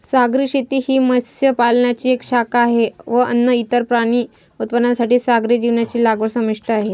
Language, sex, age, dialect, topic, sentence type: Marathi, female, 25-30, Varhadi, agriculture, statement